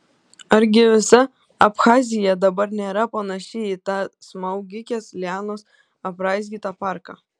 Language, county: Lithuanian, Kaunas